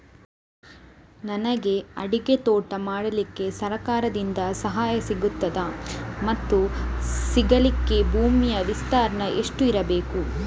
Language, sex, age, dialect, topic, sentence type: Kannada, female, 18-24, Coastal/Dakshin, agriculture, question